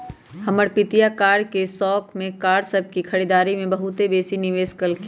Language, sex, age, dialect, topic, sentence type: Magahi, male, 18-24, Western, banking, statement